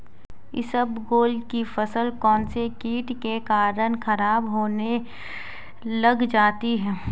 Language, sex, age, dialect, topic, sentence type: Hindi, female, 18-24, Marwari Dhudhari, agriculture, question